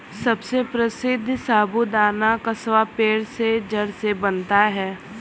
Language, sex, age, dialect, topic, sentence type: Hindi, male, 36-40, Kanauji Braj Bhasha, agriculture, statement